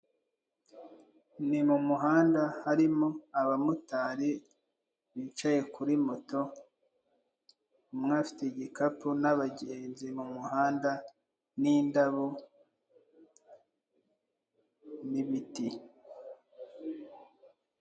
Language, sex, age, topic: Kinyarwanda, male, 25-35, government